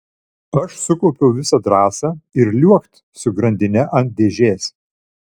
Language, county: Lithuanian, Vilnius